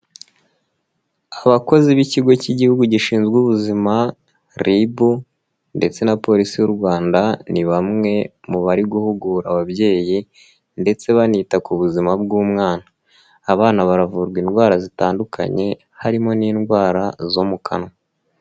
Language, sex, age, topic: Kinyarwanda, male, 25-35, health